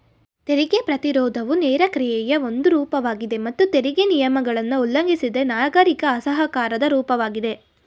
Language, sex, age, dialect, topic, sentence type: Kannada, female, 18-24, Mysore Kannada, banking, statement